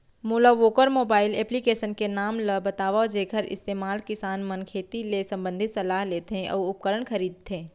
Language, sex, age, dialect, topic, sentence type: Chhattisgarhi, female, 31-35, Central, agriculture, question